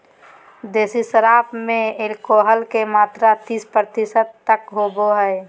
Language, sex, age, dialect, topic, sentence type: Magahi, female, 18-24, Southern, agriculture, statement